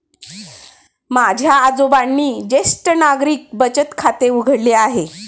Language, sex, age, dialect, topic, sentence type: Marathi, female, 36-40, Standard Marathi, banking, statement